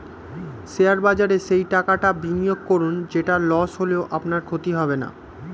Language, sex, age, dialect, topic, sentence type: Bengali, male, 18-24, Standard Colloquial, banking, statement